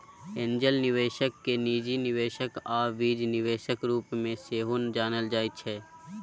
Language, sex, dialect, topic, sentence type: Maithili, male, Bajjika, banking, statement